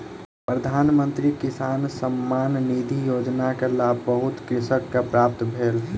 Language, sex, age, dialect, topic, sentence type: Maithili, male, 25-30, Southern/Standard, agriculture, statement